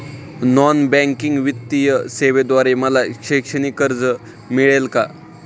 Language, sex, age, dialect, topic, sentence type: Marathi, male, 18-24, Standard Marathi, banking, question